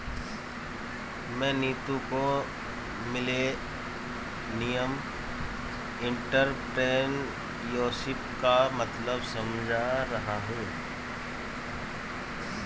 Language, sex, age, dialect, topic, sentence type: Hindi, male, 41-45, Marwari Dhudhari, banking, statement